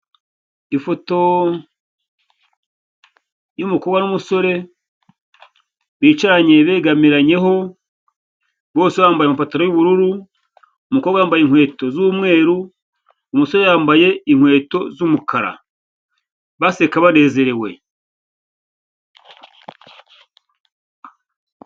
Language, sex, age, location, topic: Kinyarwanda, male, 50+, Kigali, finance